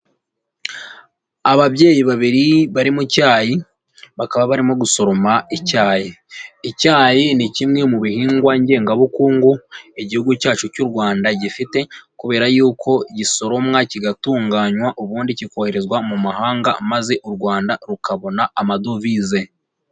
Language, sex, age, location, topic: Kinyarwanda, male, 25-35, Nyagatare, agriculture